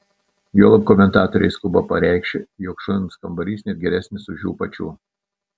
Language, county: Lithuanian, Telšiai